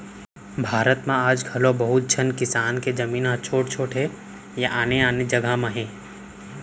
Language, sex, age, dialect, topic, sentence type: Chhattisgarhi, male, 18-24, Central, agriculture, statement